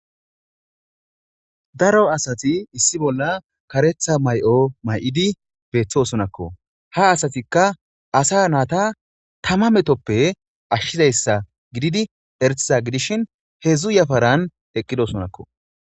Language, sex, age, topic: Gamo, male, 18-24, government